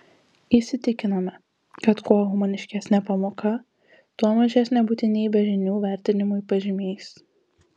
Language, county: Lithuanian, Kaunas